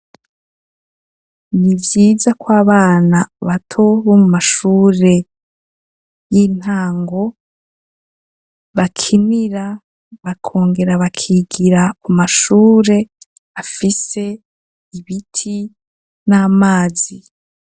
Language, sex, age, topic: Rundi, female, 25-35, education